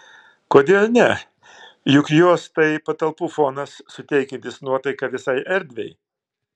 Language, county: Lithuanian, Klaipėda